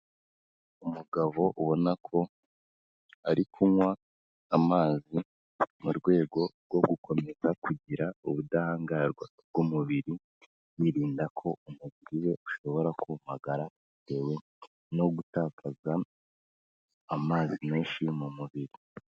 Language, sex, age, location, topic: Kinyarwanda, female, 25-35, Kigali, health